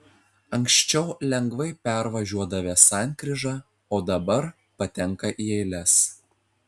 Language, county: Lithuanian, Telšiai